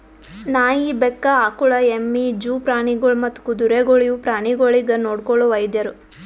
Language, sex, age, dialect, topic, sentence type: Kannada, female, 18-24, Northeastern, agriculture, statement